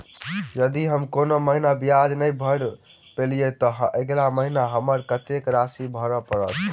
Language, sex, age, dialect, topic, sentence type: Maithili, male, 18-24, Southern/Standard, banking, question